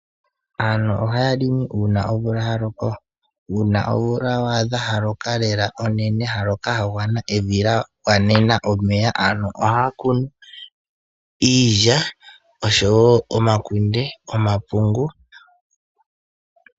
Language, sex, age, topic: Oshiwambo, male, 18-24, agriculture